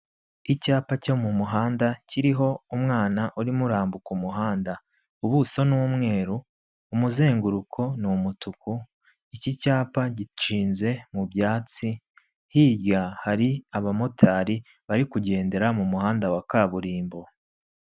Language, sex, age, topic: Kinyarwanda, male, 25-35, government